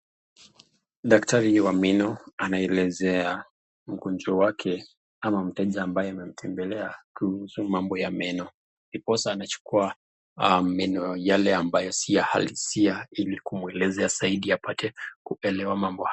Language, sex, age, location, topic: Swahili, male, 25-35, Nakuru, health